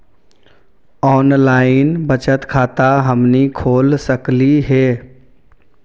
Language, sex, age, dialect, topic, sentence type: Magahi, male, 36-40, Central/Standard, banking, question